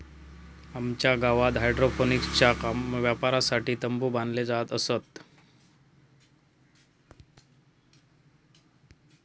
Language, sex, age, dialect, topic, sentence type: Marathi, male, 36-40, Southern Konkan, agriculture, statement